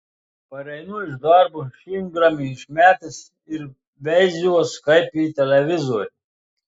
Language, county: Lithuanian, Telšiai